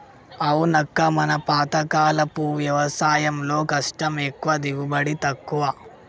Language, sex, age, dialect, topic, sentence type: Telugu, male, 51-55, Telangana, agriculture, statement